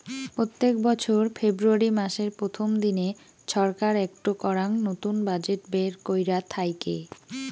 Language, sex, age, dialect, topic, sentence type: Bengali, female, 25-30, Rajbangshi, banking, statement